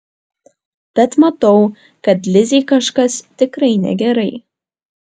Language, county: Lithuanian, Vilnius